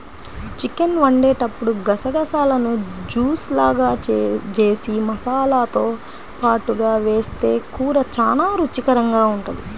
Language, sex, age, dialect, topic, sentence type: Telugu, female, 25-30, Central/Coastal, agriculture, statement